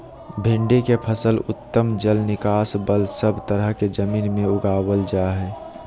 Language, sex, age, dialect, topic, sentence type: Magahi, male, 18-24, Southern, agriculture, statement